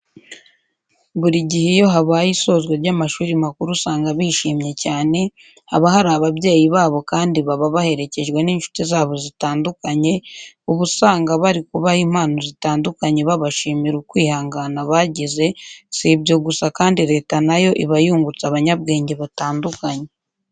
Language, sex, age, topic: Kinyarwanda, female, 18-24, education